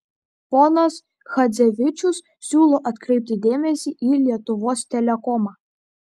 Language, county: Lithuanian, Kaunas